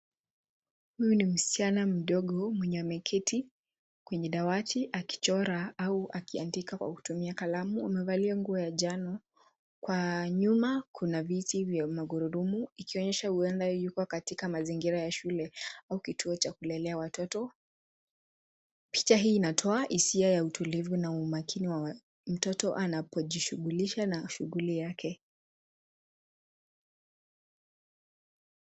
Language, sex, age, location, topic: Swahili, female, 18-24, Nairobi, education